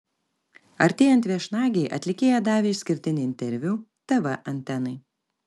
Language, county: Lithuanian, Kaunas